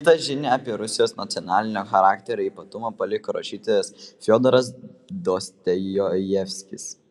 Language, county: Lithuanian, Vilnius